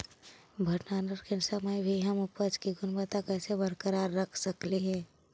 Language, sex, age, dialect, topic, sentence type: Magahi, female, 18-24, Central/Standard, agriculture, question